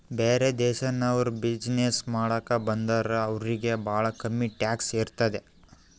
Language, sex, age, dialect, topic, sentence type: Kannada, male, 25-30, Northeastern, banking, statement